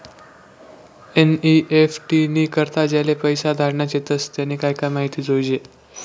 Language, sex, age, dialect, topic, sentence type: Marathi, male, 18-24, Northern Konkan, banking, statement